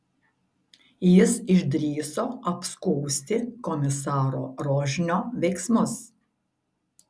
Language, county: Lithuanian, Šiauliai